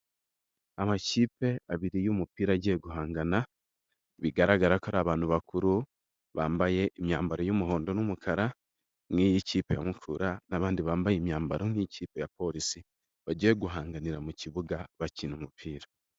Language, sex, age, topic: Kinyarwanda, male, 18-24, government